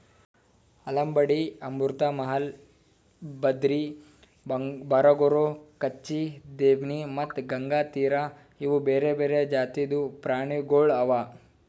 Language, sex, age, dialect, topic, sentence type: Kannada, male, 18-24, Northeastern, agriculture, statement